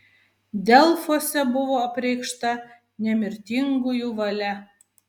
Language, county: Lithuanian, Vilnius